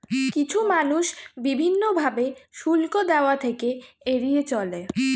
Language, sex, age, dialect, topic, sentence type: Bengali, female, 36-40, Standard Colloquial, banking, statement